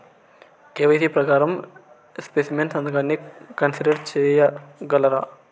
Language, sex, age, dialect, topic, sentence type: Telugu, male, 18-24, Southern, banking, question